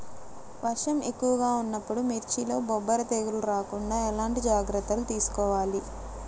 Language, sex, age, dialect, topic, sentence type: Telugu, female, 60-100, Central/Coastal, agriculture, question